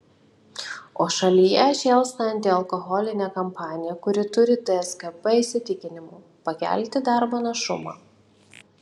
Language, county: Lithuanian, Kaunas